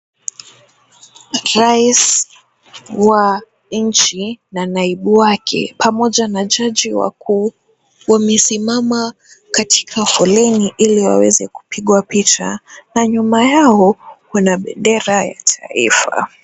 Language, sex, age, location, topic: Swahili, female, 18-24, Kisumu, government